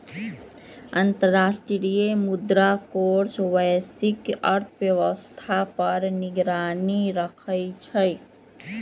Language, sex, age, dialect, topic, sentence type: Magahi, female, 31-35, Western, banking, statement